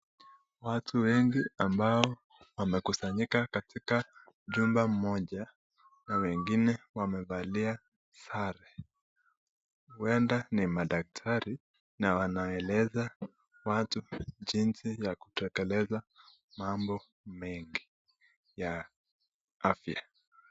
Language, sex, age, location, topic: Swahili, male, 25-35, Nakuru, health